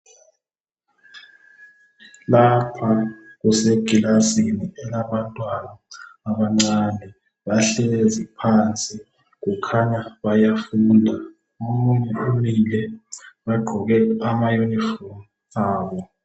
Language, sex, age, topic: North Ndebele, male, 18-24, education